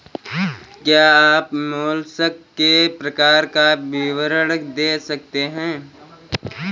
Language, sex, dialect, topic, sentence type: Hindi, male, Kanauji Braj Bhasha, agriculture, statement